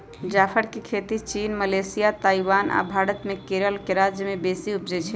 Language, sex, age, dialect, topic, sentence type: Magahi, female, 25-30, Western, agriculture, statement